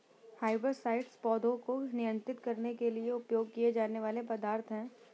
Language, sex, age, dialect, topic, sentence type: Hindi, female, 18-24, Awadhi Bundeli, agriculture, statement